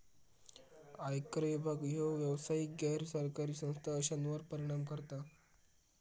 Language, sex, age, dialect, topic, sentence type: Marathi, male, 36-40, Southern Konkan, banking, statement